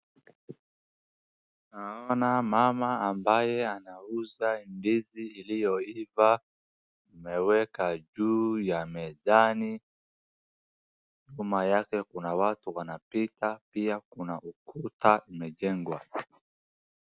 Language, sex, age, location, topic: Swahili, male, 18-24, Wajir, agriculture